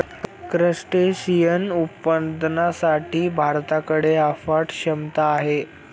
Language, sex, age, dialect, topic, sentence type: Marathi, male, 18-24, Standard Marathi, agriculture, statement